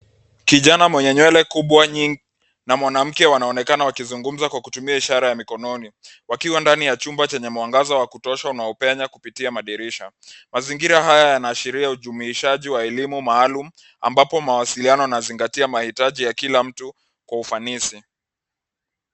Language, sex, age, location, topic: Swahili, male, 25-35, Nairobi, education